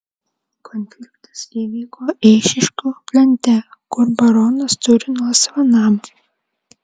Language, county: Lithuanian, Vilnius